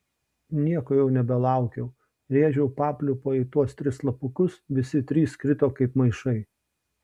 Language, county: Lithuanian, Šiauliai